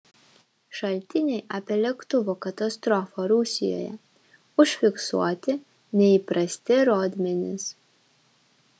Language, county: Lithuanian, Vilnius